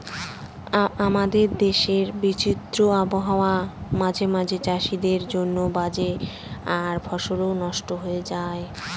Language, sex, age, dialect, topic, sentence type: Bengali, female, 25-30, Northern/Varendri, agriculture, statement